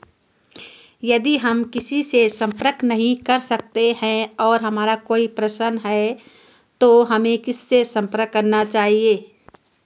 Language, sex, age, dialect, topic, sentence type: Hindi, female, 25-30, Hindustani Malvi Khadi Boli, banking, question